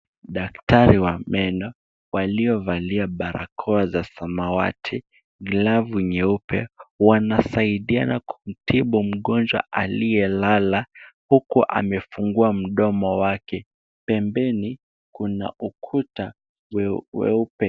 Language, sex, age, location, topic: Swahili, male, 18-24, Kisumu, health